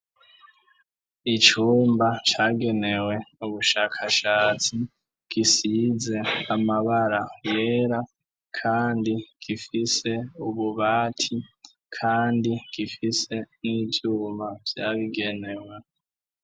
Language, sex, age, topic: Rundi, male, 36-49, education